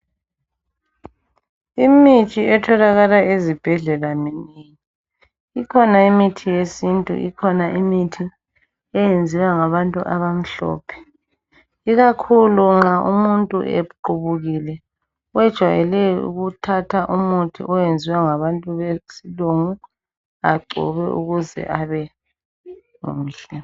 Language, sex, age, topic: North Ndebele, female, 25-35, health